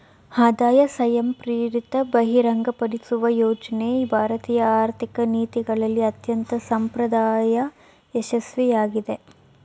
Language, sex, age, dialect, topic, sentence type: Kannada, female, 18-24, Mysore Kannada, banking, statement